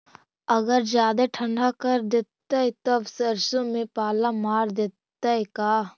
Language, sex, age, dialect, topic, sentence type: Magahi, female, 18-24, Central/Standard, agriculture, question